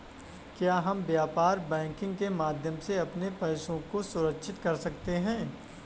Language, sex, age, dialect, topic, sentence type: Hindi, male, 18-24, Kanauji Braj Bhasha, banking, question